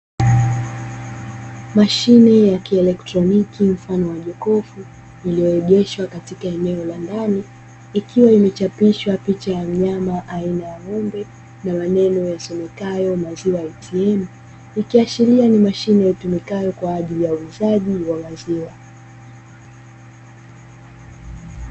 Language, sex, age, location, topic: Swahili, female, 25-35, Dar es Salaam, finance